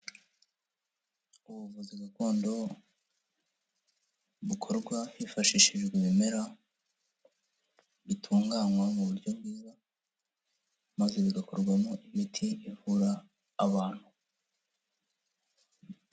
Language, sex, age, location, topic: Kinyarwanda, male, 18-24, Kigali, health